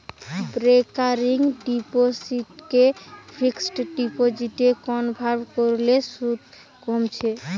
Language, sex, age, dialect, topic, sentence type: Bengali, female, 18-24, Western, banking, statement